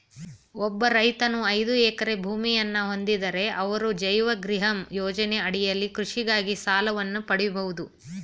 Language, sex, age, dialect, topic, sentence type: Kannada, female, 36-40, Mysore Kannada, agriculture, statement